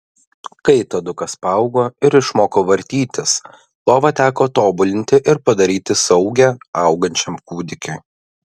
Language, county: Lithuanian, Klaipėda